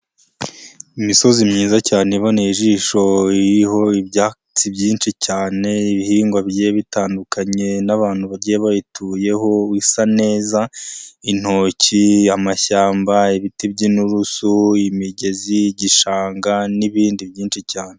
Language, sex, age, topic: Kinyarwanda, male, 25-35, agriculture